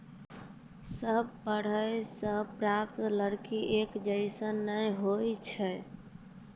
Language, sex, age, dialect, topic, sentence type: Maithili, female, 18-24, Angika, agriculture, statement